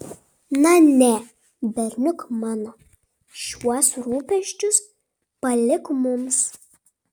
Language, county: Lithuanian, Panevėžys